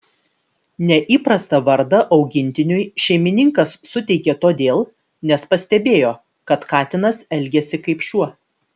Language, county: Lithuanian, Vilnius